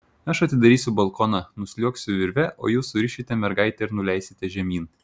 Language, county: Lithuanian, Šiauliai